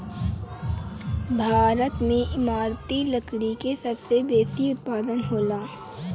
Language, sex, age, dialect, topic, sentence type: Bhojpuri, male, 18-24, Northern, agriculture, statement